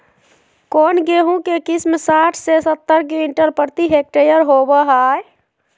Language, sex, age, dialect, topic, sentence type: Magahi, female, 51-55, Southern, agriculture, question